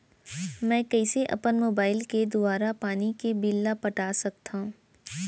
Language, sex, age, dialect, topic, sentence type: Chhattisgarhi, female, 18-24, Central, banking, question